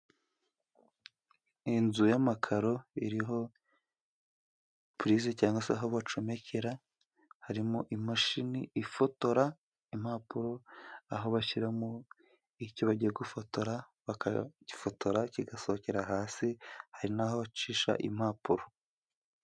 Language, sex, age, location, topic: Kinyarwanda, male, 25-35, Musanze, government